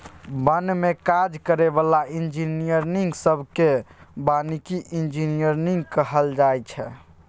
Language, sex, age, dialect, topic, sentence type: Maithili, male, 36-40, Bajjika, agriculture, statement